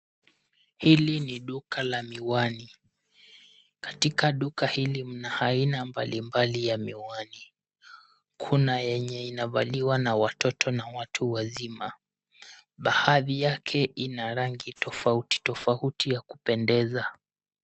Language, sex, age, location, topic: Swahili, male, 18-24, Nairobi, finance